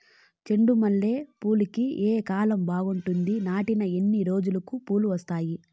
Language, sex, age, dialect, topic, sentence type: Telugu, female, 25-30, Southern, agriculture, question